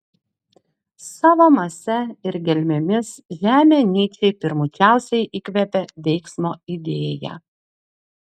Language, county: Lithuanian, Klaipėda